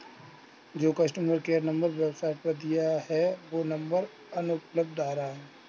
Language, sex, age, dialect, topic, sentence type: Hindi, male, 25-30, Kanauji Braj Bhasha, banking, statement